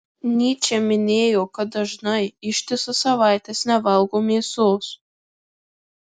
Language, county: Lithuanian, Marijampolė